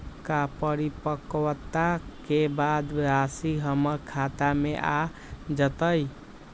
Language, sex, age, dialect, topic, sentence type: Magahi, male, 18-24, Western, banking, question